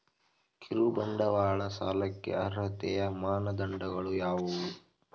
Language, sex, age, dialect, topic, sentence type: Kannada, male, 18-24, Mysore Kannada, banking, question